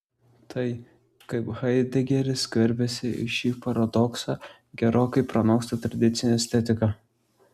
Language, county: Lithuanian, Klaipėda